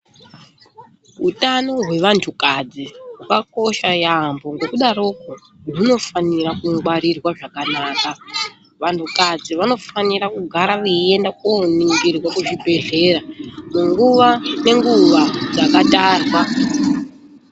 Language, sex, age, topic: Ndau, female, 25-35, health